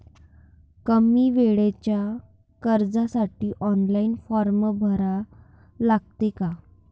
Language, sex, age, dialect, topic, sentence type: Marathi, female, 25-30, Varhadi, banking, question